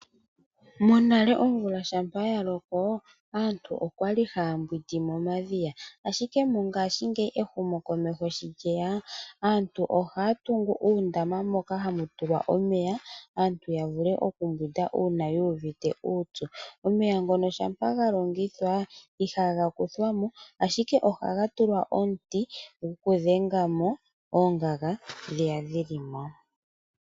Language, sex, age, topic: Oshiwambo, female, 25-35, agriculture